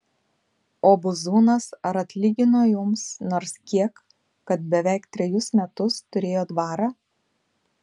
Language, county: Lithuanian, Panevėžys